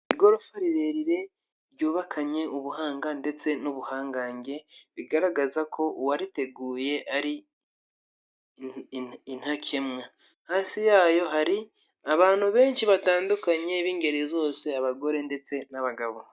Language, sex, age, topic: Kinyarwanda, male, 25-35, government